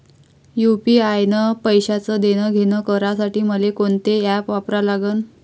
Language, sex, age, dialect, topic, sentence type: Marathi, female, 51-55, Varhadi, banking, question